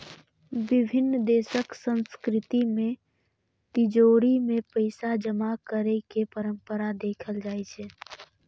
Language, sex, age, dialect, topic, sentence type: Maithili, female, 31-35, Eastern / Thethi, banking, statement